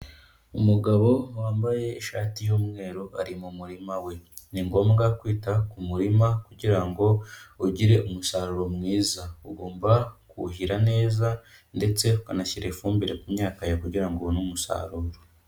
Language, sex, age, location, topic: Kinyarwanda, female, 18-24, Kigali, agriculture